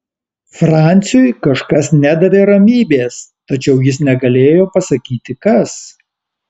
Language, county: Lithuanian, Alytus